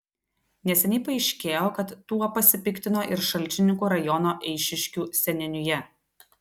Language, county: Lithuanian, Telšiai